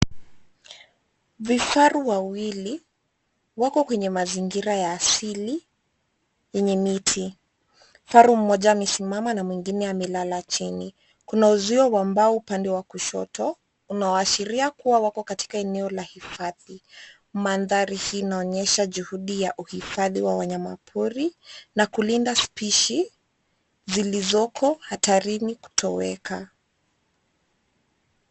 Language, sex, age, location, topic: Swahili, female, 25-35, Nairobi, government